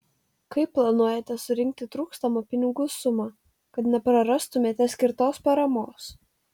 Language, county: Lithuanian, Telšiai